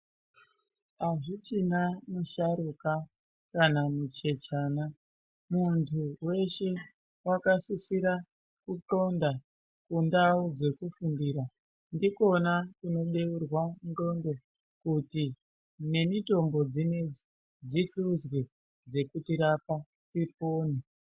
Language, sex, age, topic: Ndau, female, 18-24, education